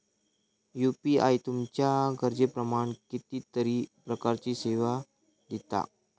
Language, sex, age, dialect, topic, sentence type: Marathi, male, 25-30, Southern Konkan, banking, statement